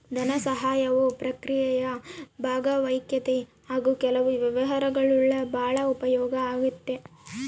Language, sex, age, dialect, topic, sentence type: Kannada, female, 18-24, Central, banking, statement